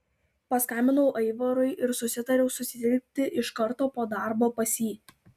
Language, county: Lithuanian, Klaipėda